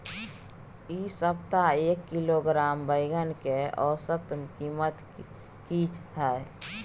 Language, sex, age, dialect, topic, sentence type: Maithili, female, 31-35, Bajjika, agriculture, question